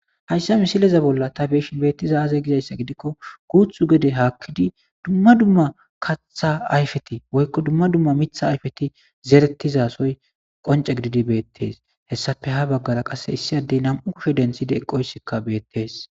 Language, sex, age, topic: Gamo, male, 18-24, agriculture